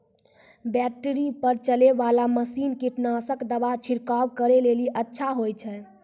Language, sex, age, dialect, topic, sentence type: Maithili, female, 46-50, Angika, agriculture, question